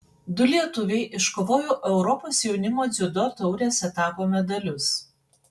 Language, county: Lithuanian, Panevėžys